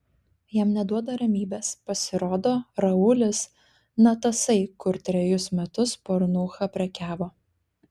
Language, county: Lithuanian, Klaipėda